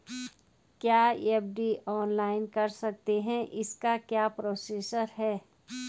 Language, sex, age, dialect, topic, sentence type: Hindi, female, 46-50, Garhwali, banking, question